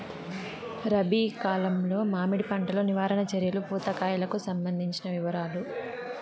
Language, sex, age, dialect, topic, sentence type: Telugu, female, 18-24, Southern, agriculture, question